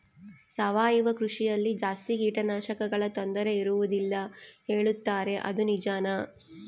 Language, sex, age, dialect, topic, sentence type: Kannada, female, 25-30, Central, agriculture, question